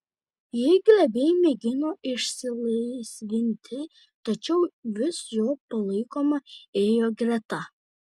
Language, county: Lithuanian, Šiauliai